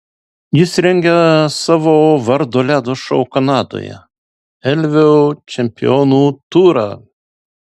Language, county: Lithuanian, Alytus